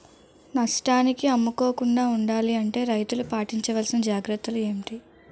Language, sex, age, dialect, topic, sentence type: Telugu, female, 18-24, Utterandhra, agriculture, question